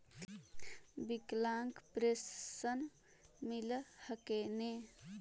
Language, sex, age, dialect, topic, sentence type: Magahi, female, 18-24, Central/Standard, banking, question